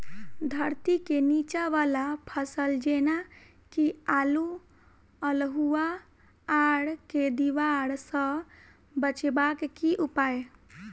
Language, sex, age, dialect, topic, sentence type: Maithili, female, 18-24, Southern/Standard, agriculture, question